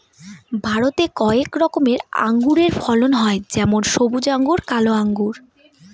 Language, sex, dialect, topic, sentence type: Bengali, female, Northern/Varendri, agriculture, statement